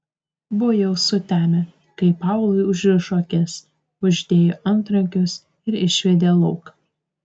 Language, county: Lithuanian, Tauragė